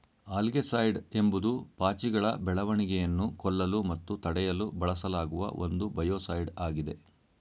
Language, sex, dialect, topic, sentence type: Kannada, male, Mysore Kannada, agriculture, statement